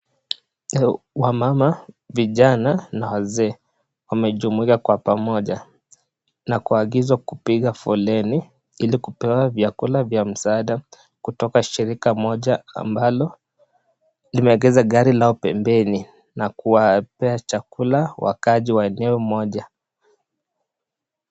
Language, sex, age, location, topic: Swahili, male, 25-35, Nakuru, health